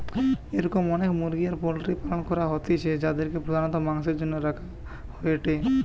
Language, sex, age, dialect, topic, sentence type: Bengali, male, 18-24, Western, agriculture, statement